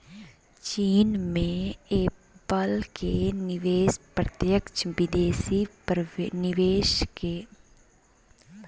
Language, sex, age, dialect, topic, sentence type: Magahi, female, 31-35, Southern, banking, statement